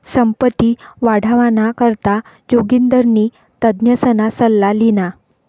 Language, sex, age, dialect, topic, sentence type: Marathi, female, 56-60, Northern Konkan, banking, statement